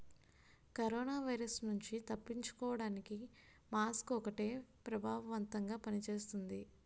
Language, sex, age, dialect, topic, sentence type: Telugu, female, 25-30, Utterandhra, banking, statement